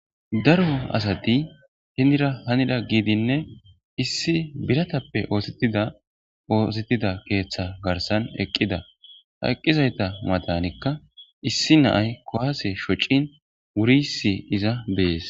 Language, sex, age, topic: Gamo, male, 25-35, government